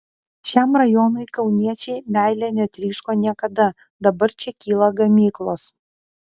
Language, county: Lithuanian, Klaipėda